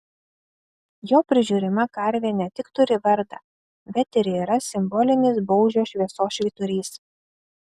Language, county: Lithuanian, Kaunas